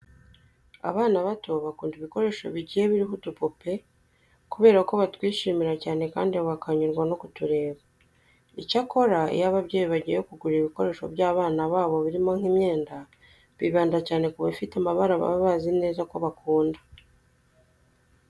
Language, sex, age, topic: Kinyarwanda, female, 25-35, education